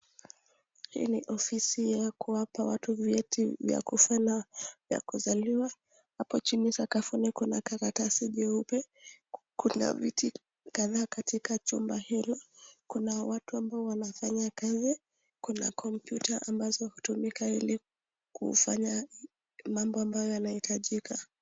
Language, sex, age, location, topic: Swahili, female, 18-24, Nakuru, government